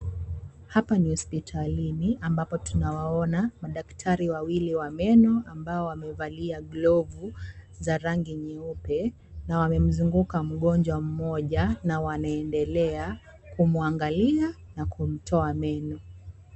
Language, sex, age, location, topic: Swahili, female, 18-24, Kisii, health